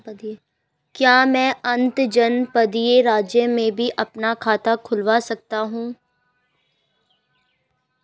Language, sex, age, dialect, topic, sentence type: Hindi, female, 18-24, Garhwali, banking, question